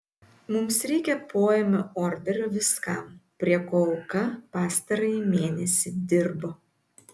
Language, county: Lithuanian, Vilnius